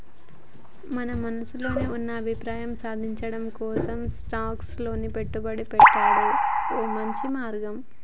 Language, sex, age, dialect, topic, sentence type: Telugu, female, 25-30, Telangana, banking, statement